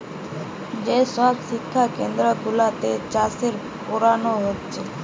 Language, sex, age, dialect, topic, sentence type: Bengali, female, 18-24, Western, agriculture, statement